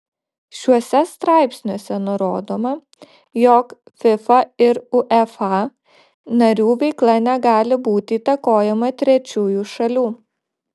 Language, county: Lithuanian, Šiauliai